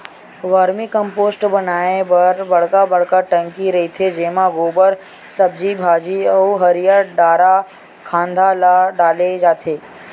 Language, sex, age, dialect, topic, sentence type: Chhattisgarhi, male, 18-24, Western/Budati/Khatahi, agriculture, statement